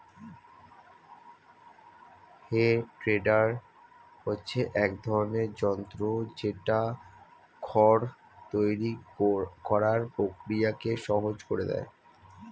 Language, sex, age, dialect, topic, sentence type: Bengali, male, 25-30, Standard Colloquial, agriculture, statement